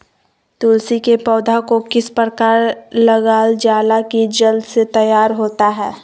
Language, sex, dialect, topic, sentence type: Magahi, female, Southern, agriculture, question